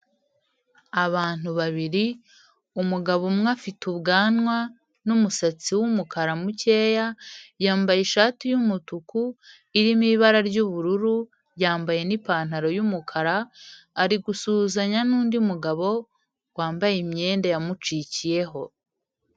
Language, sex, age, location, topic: Kinyarwanda, female, 25-35, Huye, health